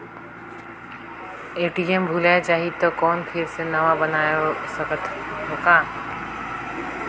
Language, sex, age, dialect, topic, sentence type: Chhattisgarhi, female, 25-30, Northern/Bhandar, banking, question